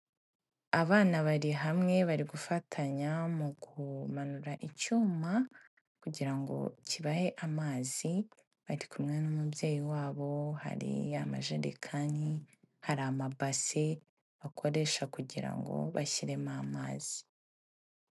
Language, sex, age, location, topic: Kinyarwanda, female, 18-24, Kigali, health